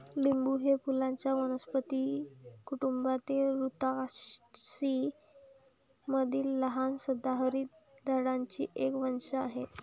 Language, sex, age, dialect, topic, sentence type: Marathi, female, 18-24, Varhadi, agriculture, statement